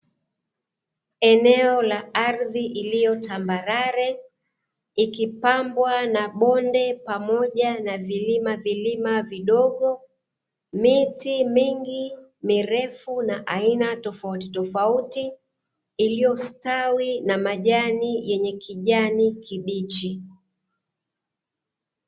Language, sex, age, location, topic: Swahili, female, 25-35, Dar es Salaam, agriculture